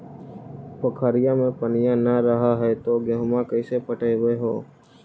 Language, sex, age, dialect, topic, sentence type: Magahi, male, 18-24, Central/Standard, agriculture, question